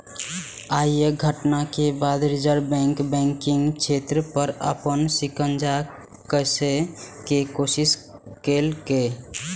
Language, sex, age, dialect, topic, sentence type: Maithili, male, 18-24, Eastern / Thethi, banking, statement